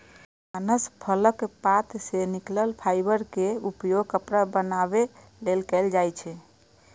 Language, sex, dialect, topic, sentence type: Maithili, female, Eastern / Thethi, agriculture, statement